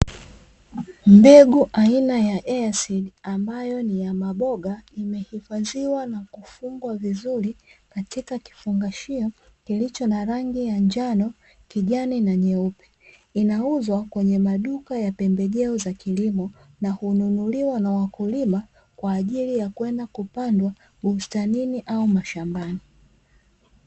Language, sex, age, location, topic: Swahili, female, 25-35, Dar es Salaam, agriculture